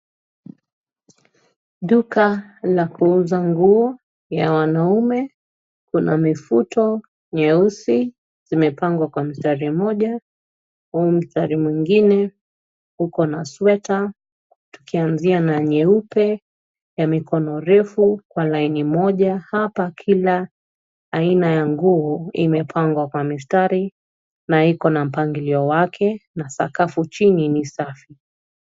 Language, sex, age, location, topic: Swahili, female, 36-49, Nairobi, finance